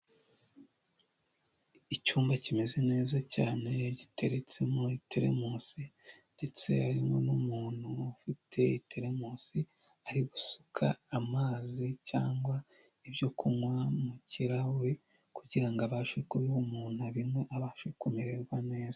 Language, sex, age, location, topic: Kinyarwanda, male, 25-35, Huye, health